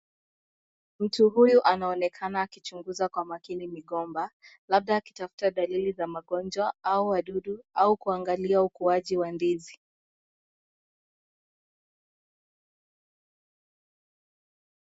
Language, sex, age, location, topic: Swahili, female, 18-24, Nakuru, agriculture